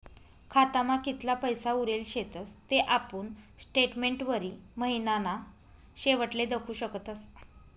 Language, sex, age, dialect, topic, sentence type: Marathi, female, 25-30, Northern Konkan, banking, statement